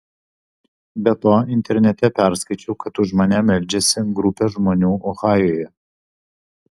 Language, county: Lithuanian, Vilnius